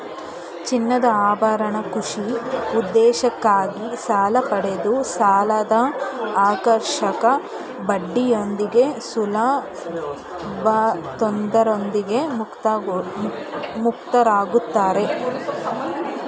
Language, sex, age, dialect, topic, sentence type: Kannada, female, 25-30, Mysore Kannada, banking, statement